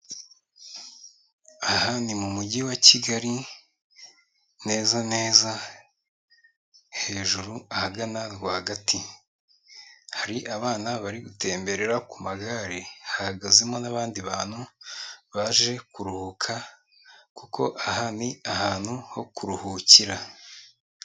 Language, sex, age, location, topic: Kinyarwanda, male, 25-35, Kigali, government